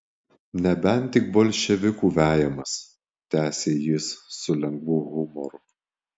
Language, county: Lithuanian, Alytus